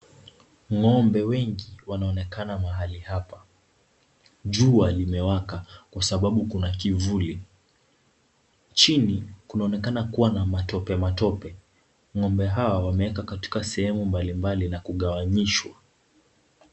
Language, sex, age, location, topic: Swahili, male, 18-24, Kisumu, agriculture